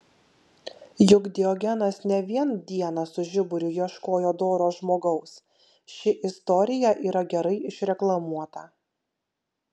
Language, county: Lithuanian, Kaunas